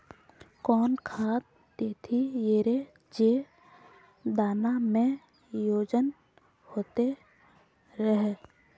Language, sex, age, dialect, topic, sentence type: Magahi, female, 18-24, Northeastern/Surjapuri, agriculture, question